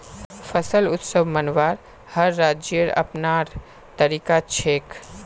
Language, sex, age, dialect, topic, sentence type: Magahi, male, 18-24, Northeastern/Surjapuri, agriculture, statement